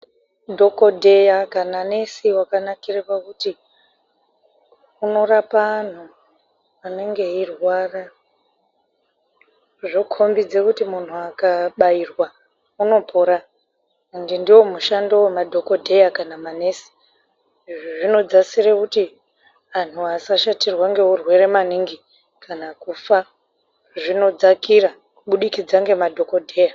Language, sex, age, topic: Ndau, female, 18-24, health